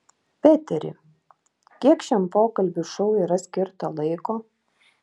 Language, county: Lithuanian, Šiauliai